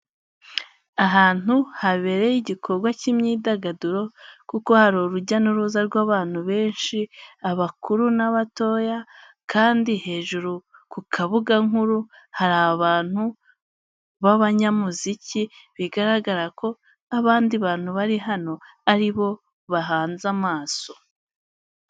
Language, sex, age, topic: Kinyarwanda, female, 18-24, health